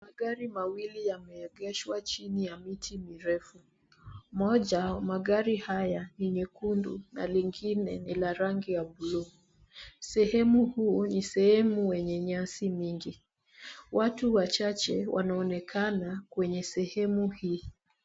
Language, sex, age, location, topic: Swahili, female, 25-35, Nairobi, finance